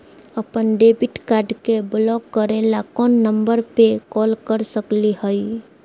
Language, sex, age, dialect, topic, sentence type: Magahi, female, 51-55, Southern, banking, question